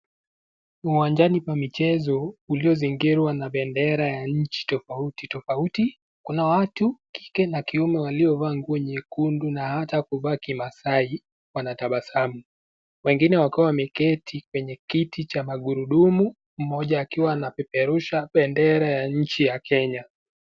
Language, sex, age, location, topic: Swahili, male, 18-24, Nakuru, education